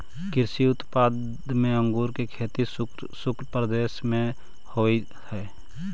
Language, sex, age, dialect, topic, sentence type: Magahi, male, 18-24, Central/Standard, banking, statement